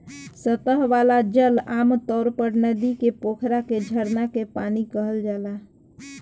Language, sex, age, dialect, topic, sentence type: Bhojpuri, female, 25-30, Southern / Standard, agriculture, statement